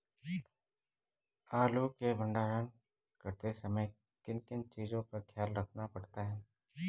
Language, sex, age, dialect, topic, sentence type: Hindi, male, 36-40, Garhwali, agriculture, question